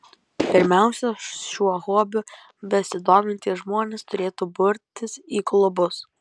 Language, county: Lithuanian, Kaunas